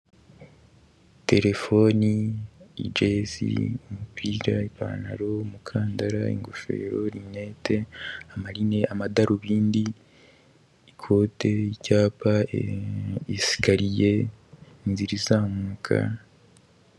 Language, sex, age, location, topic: Kinyarwanda, male, 18-24, Kigali, finance